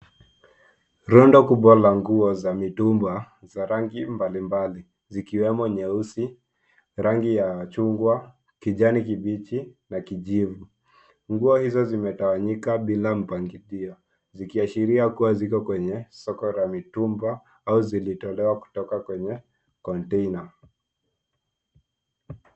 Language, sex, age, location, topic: Swahili, male, 18-24, Nairobi, finance